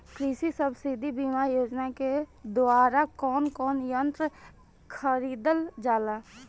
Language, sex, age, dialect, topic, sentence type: Bhojpuri, female, 18-24, Northern, agriculture, question